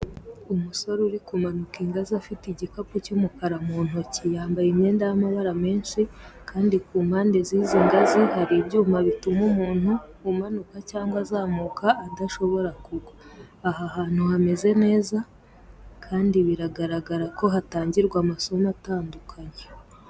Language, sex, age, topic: Kinyarwanda, female, 18-24, education